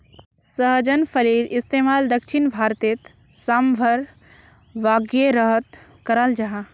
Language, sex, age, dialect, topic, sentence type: Magahi, female, 18-24, Northeastern/Surjapuri, agriculture, statement